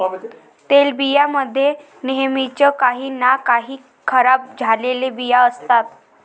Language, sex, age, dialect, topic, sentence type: Marathi, female, 18-24, Varhadi, agriculture, statement